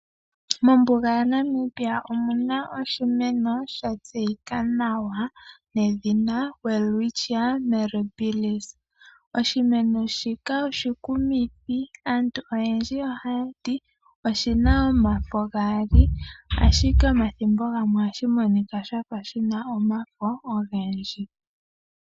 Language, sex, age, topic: Oshiwambo, female, 18-24, agriculture